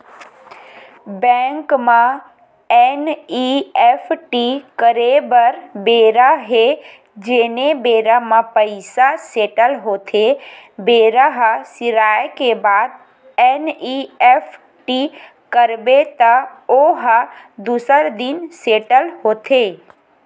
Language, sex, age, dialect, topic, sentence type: Chhattisgarhi, female, 25-30, Western/Budati/Khatahi, banking, statement